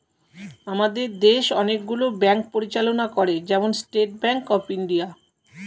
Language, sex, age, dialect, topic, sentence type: Bengali, female, 51-55, Standard Colloquial, banking, statement